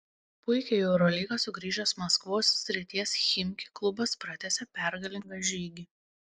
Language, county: Lithuanian, Panevėžys